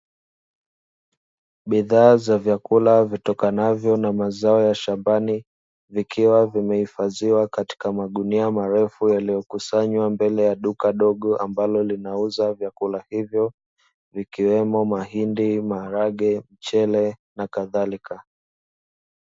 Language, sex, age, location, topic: Swahili, male, 25-35, Dar es Salaam, agriculture